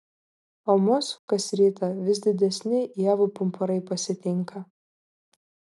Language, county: Lithuanian, Klaipėda